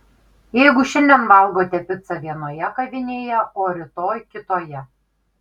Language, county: Lithuanian, Kaunas